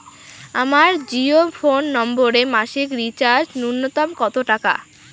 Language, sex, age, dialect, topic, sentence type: Bengali, female, 18-24, Rajbangshi, banking, question